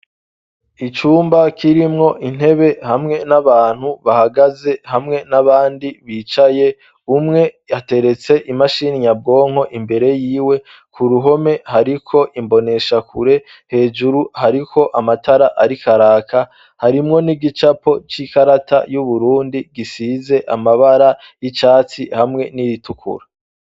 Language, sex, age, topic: Rundi, male, 25-35, education